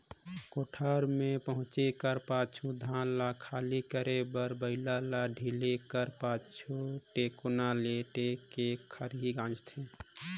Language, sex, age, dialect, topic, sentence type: Chhattisgarhi, male, 25-30, Northern/Bhandar, agriculture, statement